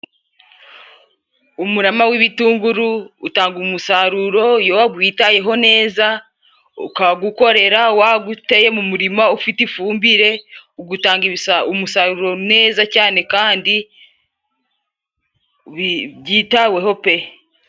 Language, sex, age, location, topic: Kinyarwanda, female, 18-24, Musanze, finance